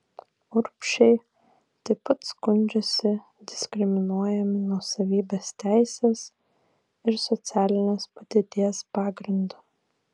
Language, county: Lithuanian, Vilnius